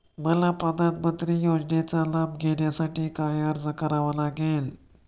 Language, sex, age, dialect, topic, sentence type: Marathi, male, 25-30, Standard Marathi, banking, question